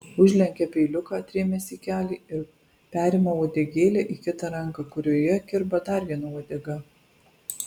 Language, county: Lithuanian, Alytus